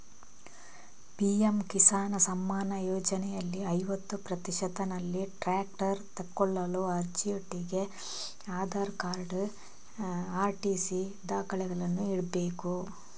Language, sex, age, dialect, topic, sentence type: Kannada, female, 41-45, Coastal/Dakshin, agriculture, question